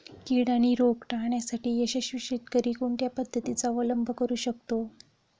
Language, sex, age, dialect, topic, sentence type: Marathi, female, 36-40, Standard Marathi, agriculture, question